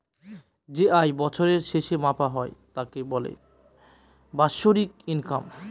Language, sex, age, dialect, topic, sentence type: Bengali, male, 25-30, Northern/Varendri, banking, statement